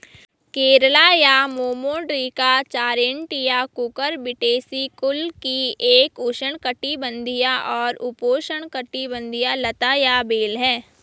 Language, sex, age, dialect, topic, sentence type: Hindi, female, 18-24, Garhwali, agriculture, statement